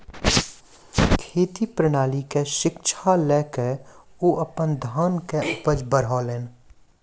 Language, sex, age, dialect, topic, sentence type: Maithili, male, 25-30, Southern/Standard, agriculture, statement